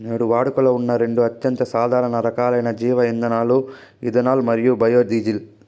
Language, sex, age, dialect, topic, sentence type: Telugu, female, 18-24, Southern, agriculture, statement